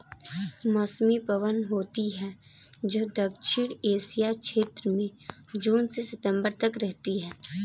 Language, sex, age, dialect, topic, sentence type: Hindi, female, 18-24, Kanauji Braj Bhasha, agriculture, statement